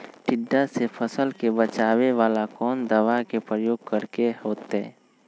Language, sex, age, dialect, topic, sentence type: Magahi, male, 25-30, Western, agriculture, question